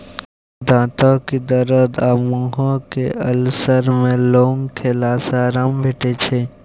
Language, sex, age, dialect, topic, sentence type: Maithili, male, 18-24, Bajjika, agriculture, statement